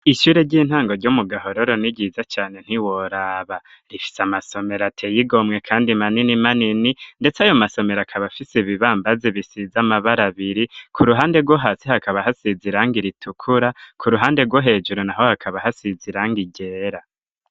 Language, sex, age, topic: Rundi, male, 25-35, education